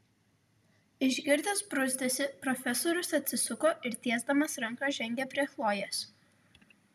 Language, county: Lithuanian, Vilnius